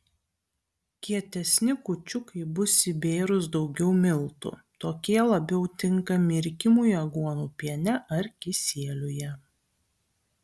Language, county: Lithuanian, Kaunas